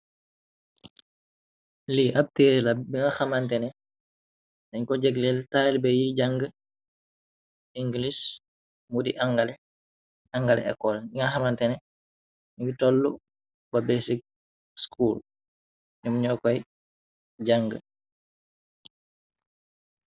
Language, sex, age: Wolof, male, 18-24